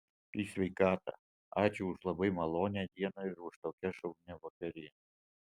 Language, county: Lithuanian, Alytus